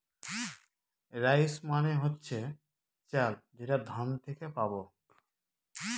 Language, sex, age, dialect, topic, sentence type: Bengali, male, 31-35, Northern/Varendri, agriculture, statement